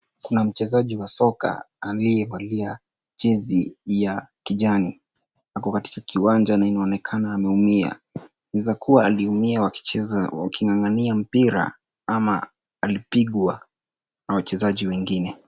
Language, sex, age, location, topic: Swahili, male, 18-24, Nairobi, health